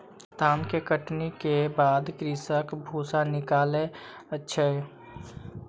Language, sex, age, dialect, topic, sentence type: Maithili, male, 18-24, Southern/Standard, agriculture, statement